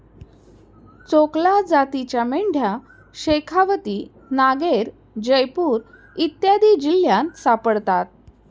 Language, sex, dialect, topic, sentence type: Marathi, female, Standard Marathi, agriculture, statement